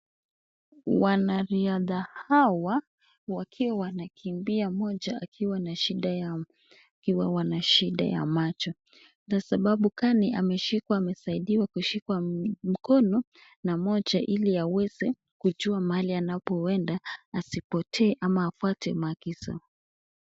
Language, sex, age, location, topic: Swahili, female, 18-24, Nakuru, education